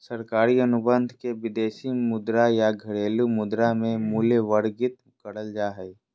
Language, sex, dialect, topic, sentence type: Magahi, female, Southern, banking, statement